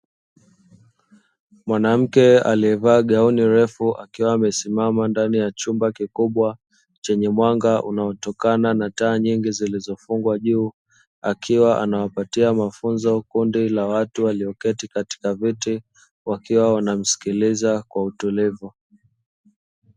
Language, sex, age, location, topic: Swahili, male, 25-35, Dar es Salaam, education